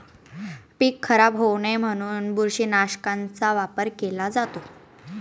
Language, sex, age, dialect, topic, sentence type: Marathi, female, 25-30, Northern Konkan, agriculture, statement